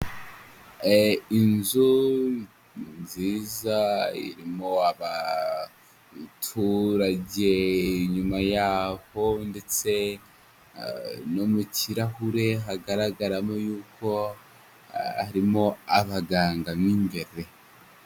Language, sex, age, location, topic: Kinyarwanda, male, 18-24, Huye, health